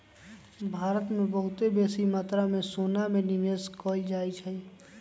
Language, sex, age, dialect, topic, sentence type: Magahi, male, 25-30, Western, banking, statement